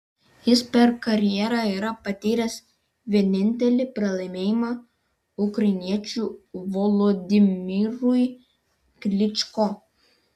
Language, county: Lithuanian, Vilnius